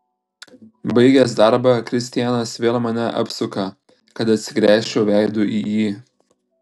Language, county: Lithuanian, Telšiai